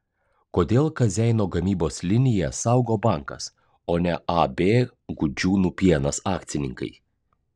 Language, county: Lithuanian, Klaipėda